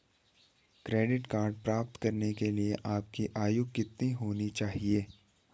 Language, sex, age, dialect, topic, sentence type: Hindi, female, 18-24, Hindustani Malvi Khadi Boli, banking, question